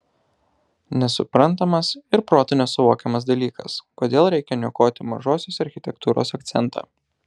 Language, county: Lithuanian, Alytus